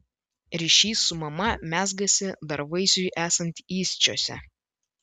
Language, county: Lithuanian, Vilnius